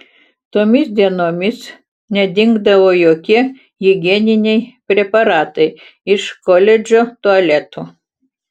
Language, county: Lithuanian, Utena